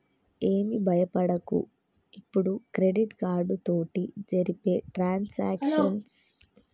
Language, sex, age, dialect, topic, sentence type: Telugu, female, 25-30, Telangana, banking, statement